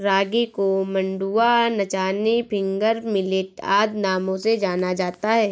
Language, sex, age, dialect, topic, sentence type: Hindi, female, 18-24, Awadhi Bundeli, agriculture, statement